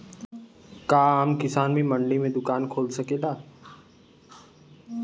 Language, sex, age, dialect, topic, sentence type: Bhojpuri, male, 18-24, Western, agriculture, question